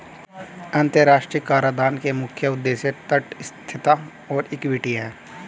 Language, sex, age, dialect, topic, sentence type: Hindi, male, 18-24, Hindustani Malvi Khadi Boli, banking, statement